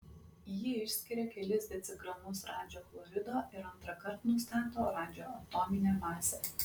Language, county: Lithuanian, Klaipėda